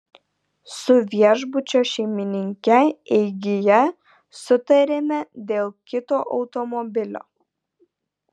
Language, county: Lithuanian, Vilnius